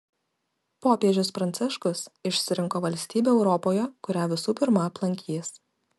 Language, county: Lithuanian, Kaunas